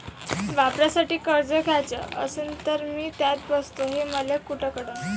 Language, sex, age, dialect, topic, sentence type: Marathi, female, 18-24, Varhadi, banking, question